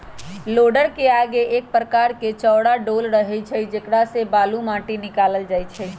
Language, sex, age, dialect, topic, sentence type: Magahi, female, 31-35, Western, agriculture, statement